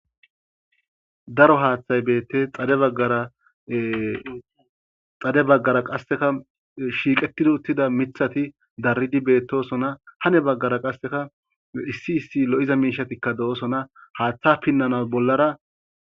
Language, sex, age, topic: Gamo, male, 25-35, agriculture